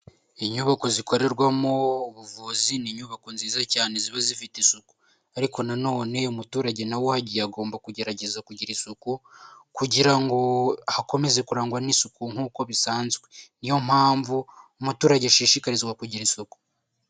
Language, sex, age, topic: Kinyarwanda, male, 18-24, health